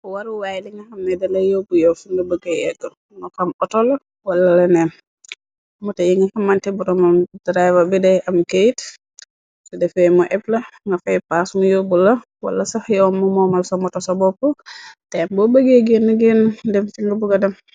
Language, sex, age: Wolof, female, 25-35